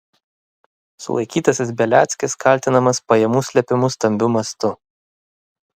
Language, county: Lithuanian, Vilnius